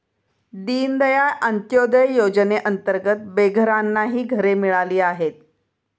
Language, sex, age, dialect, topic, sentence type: Marathi, female, 51-55, Standard Marathi, banking, statement